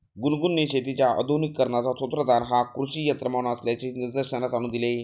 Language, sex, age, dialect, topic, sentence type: Marathi, male, 36-40, Standard Marathi, agriculture, statement